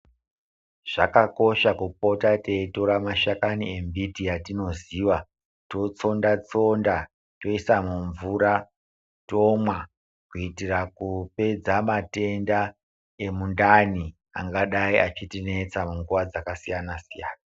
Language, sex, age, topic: Ndau, male, 50+, health